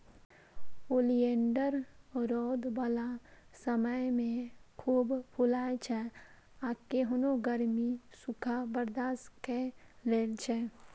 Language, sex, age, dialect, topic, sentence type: Maithili, female, 25-30, Eastern / Thethi, agriculture, statement